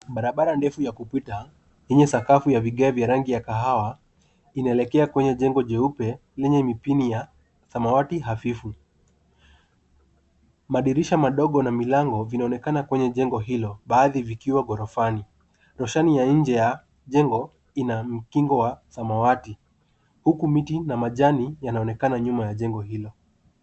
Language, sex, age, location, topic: Swahili, male, 18-24, Nairobi, education